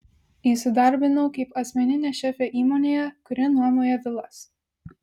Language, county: Lithuanian, Vilnius